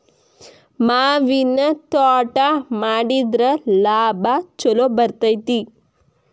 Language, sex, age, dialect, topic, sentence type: Kannada, female, 18-24, Dharwad Kannada, agriculture, statement